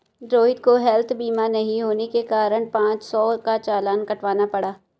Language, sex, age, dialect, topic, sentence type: Hindi, female, 18-24, Marwari Dhudhari, banking, statement